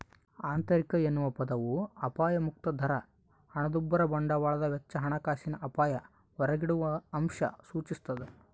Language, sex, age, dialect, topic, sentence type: Kannada, male, 18-24, Central, banking, statement